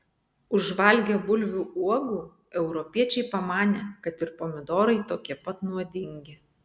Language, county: Lithuanian, Vilnius